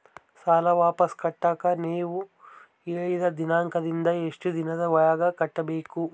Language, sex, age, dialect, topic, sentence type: Kannada, male, 18-24, Central, banking, question